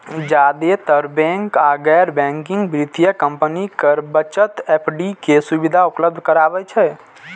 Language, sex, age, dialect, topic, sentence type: Maithili, male, 18-24, Eastern / Thethi, banking, statement